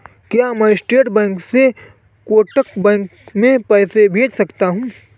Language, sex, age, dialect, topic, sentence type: Hindi, male, 25-30, Awadhi Bundeli, banking, question